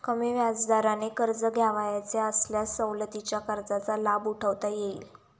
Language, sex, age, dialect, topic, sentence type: Marathi, female, 18-24, Standard Marathi, banking, statement